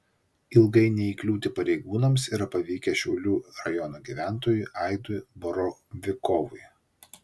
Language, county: Lithuanian, Vilnius